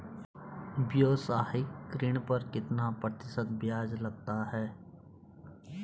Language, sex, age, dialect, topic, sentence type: Hindi, male, 25-30, Garhwali, banking, question